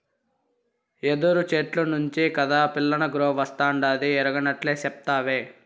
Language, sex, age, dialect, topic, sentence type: Telugu, male, 51-55, Southern, agriculture, statement